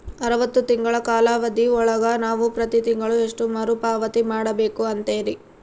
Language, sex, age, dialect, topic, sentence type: Kannada, female, 18-24, Central, banking, question